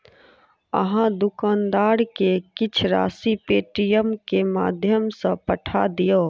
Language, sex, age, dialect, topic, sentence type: Maithili, female, 36-40, Southern/Standard, banking, statement